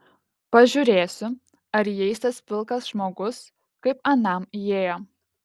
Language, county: Lithuanian, Kaunas